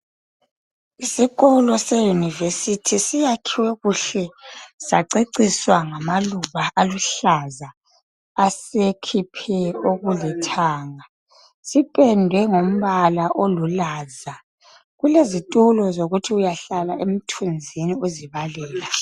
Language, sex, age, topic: North Ndebele, female, 25-35, education